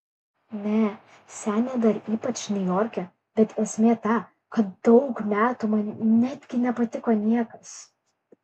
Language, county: Lithuanian, Kaunas